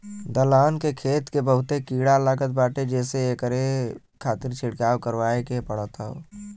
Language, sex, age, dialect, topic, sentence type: Bhojpuri, male, 18-24, Western, agriculture, statement